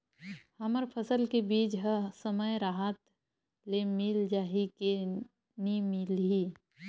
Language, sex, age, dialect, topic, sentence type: Chhattisgarhi, female, 18-24, Western/Budati/Khatahi, agriculture, question